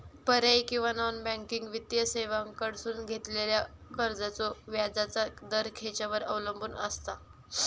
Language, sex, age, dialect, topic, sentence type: Marathi, female, 41-45, Southern Konkan, banking, question